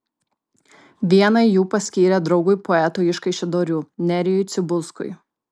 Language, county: Lithuanian, Kaunas